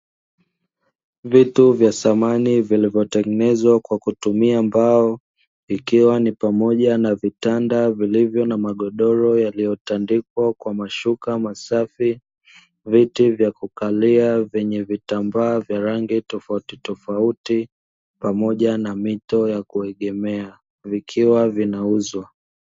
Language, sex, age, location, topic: Swahili, male, 25-35, Dar es Salaam, finance